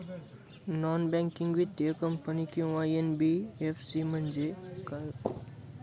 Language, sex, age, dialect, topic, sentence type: Marathi, male, 18-24, Standard Marathi, banking, question